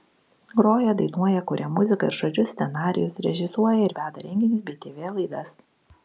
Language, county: Lithuanian, Kaunas